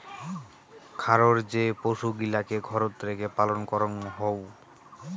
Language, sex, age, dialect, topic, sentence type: Bengali, male, 60-100, Rajbangshi, agriculture, statement